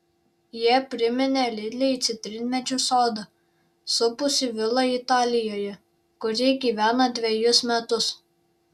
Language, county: Lithuanian, Šiauliai